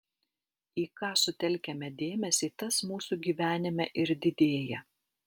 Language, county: Lithuanian, Alytus